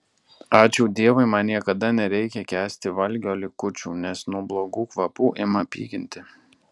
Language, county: Lithuanian, Alytus